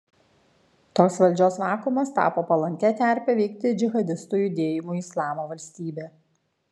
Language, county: Lithuanian, Kaunas